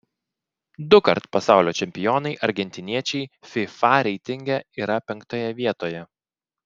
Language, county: Lithuanian, Klaipėda